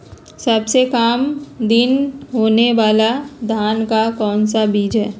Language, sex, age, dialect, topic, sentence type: Magahi, female, 31-35, Western, agriculture, question